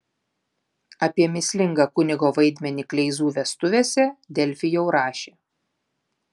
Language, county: Lithuanian, Klaipėda